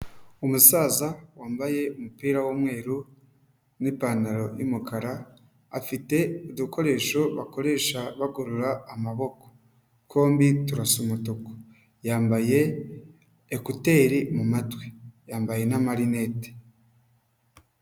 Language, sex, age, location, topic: Kinyarwanda, male, 25-35, Huye, health